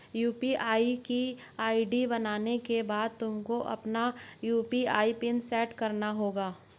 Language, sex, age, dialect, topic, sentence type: Hindi, male, 56-60, Hindustani Malvi Khadi Boli, banking, statement